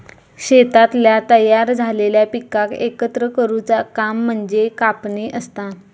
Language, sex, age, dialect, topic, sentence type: Marathi, female, 25-30, Southern Konkan, agriculture, statement